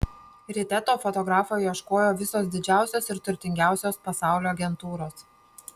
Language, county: Lithuanian, Panevėžys